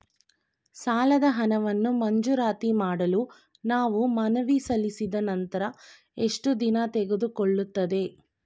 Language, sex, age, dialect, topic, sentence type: Kannada, female, 25-30, Mysore Kannada, banking, question